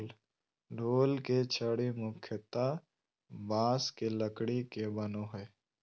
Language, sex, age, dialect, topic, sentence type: Magahi, male, 18-24, Southern, agriculture, statement